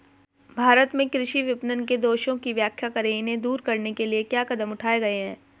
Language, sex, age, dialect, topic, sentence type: Hindi, female, 18-24, Hindustani Malvi Khadi Boli, agriculture, question